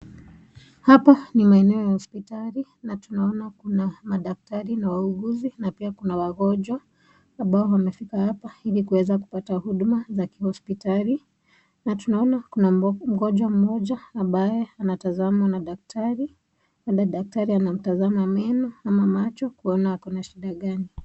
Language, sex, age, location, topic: Swahili, female, 25-35, Nakuru, health